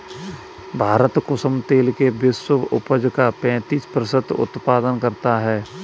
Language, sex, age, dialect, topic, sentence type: Hindi, male, 18-24, Kanauji Braj Bhasha, agriculture, statement